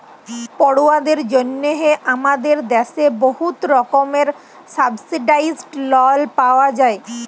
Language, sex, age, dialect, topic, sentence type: Bengali, female, 18-24, Jharkhandi, banking, statement